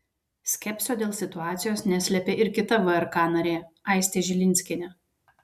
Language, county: Lithuanian, Vilnius